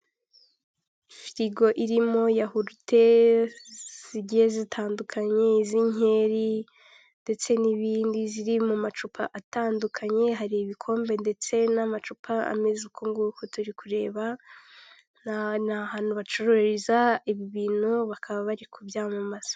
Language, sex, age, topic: Kinyarwanda, female, 18-24, finance